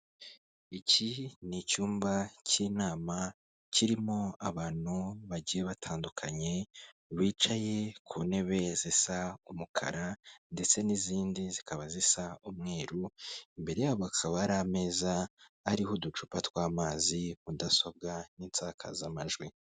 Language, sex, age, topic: Kinyarwanda, male, 25-35, government